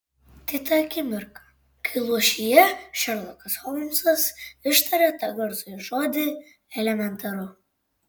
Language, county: Lithuanian, Šiauliai